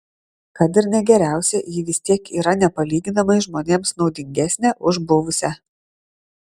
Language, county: Lithuanian, Vilnius